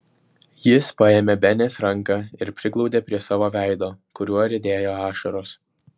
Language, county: Lithuanian, Vilnius